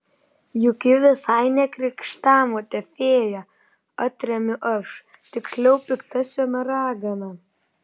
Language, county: Lithuanian, Vilnius